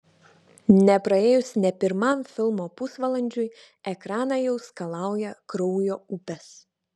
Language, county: Lithuanian, Vilnius